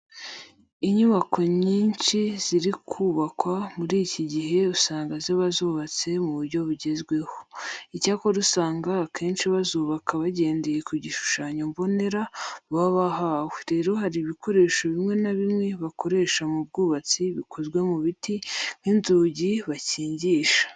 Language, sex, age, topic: Kinyarwanda, female, 25-35, education